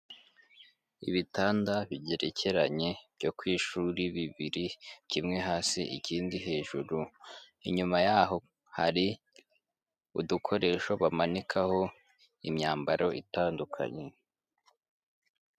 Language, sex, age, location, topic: Kinyarwanda, female, 18-24, Kigali, education